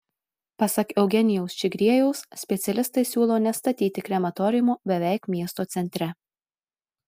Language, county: Lithuanian, Telšiai